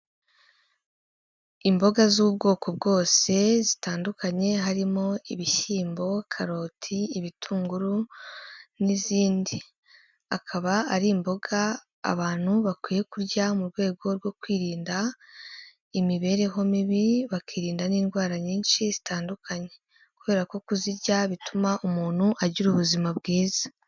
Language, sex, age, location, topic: Kinyarwanda, female, 18-24, Kigali, health